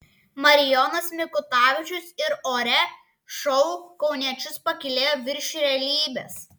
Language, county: Lithuanian, Klaipėda